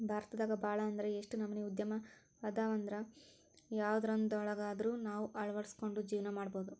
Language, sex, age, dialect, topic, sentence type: Kannada, female, 18-24, Dharwad Kannada, banking, statement